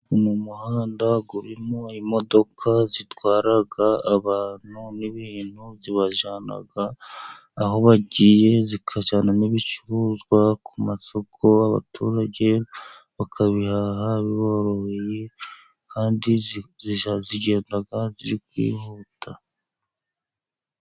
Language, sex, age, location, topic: Kinyarwanda, male, 50+, Musanze, government